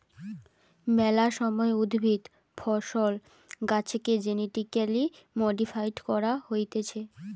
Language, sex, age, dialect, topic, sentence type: Bengali, female, 18-24, Western, agriculture, statement